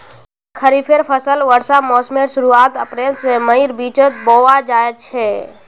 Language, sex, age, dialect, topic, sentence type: Magahi, female, 41-45, Northeastern/Surjapuri, agriculture, statement